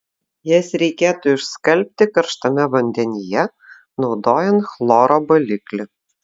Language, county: Lithuanian, Vilnius